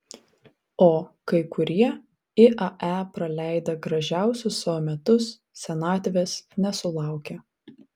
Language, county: Lithuanian, Vilnius